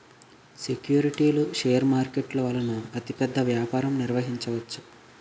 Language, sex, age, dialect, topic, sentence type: Telugu, male, 18-24, Utterandhra, banking, statement